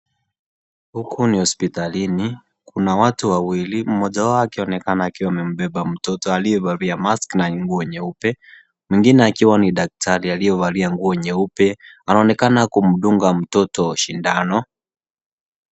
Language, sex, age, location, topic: Swahili, male, 18-24, Kisii, health